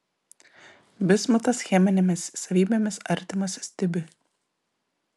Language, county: Lithuanian, Vilnius